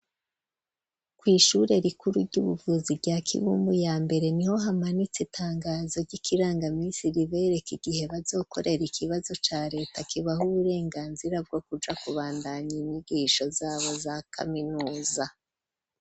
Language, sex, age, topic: Rundi, female, 36-49, education